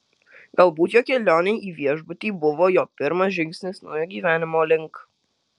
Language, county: Lithuanian, Kaunas